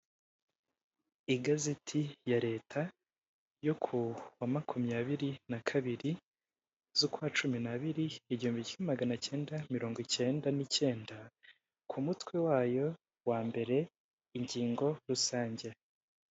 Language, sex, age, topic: Kinyarwanda, male, 18-24, government